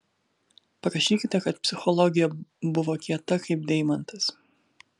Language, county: Lithuanian, Vilnius